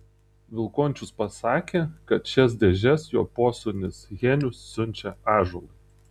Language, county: Lithuanian, Tauragė